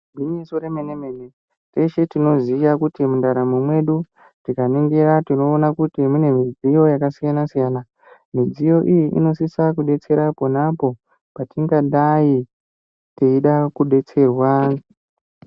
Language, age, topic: Ndau, 25-35, health